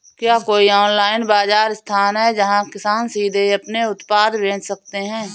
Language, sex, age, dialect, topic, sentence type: Hindi, female, 25-30, Awadhi Bundeli, agriculture, statement